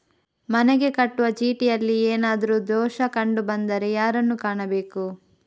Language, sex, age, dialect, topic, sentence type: Kannada, female, 25-30, Coastal/Dakshin, banking, question